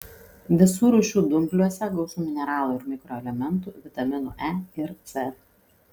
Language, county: Lithuanian, Kaunas